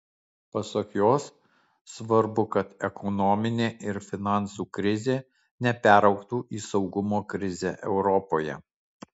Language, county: Lithuanian, Kaunas